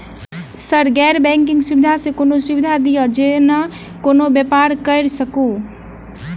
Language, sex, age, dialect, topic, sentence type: Maithili, female, 18-24, Southern/Standard, banking, question